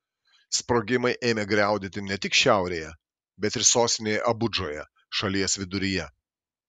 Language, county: Lithuanian, Šiauliai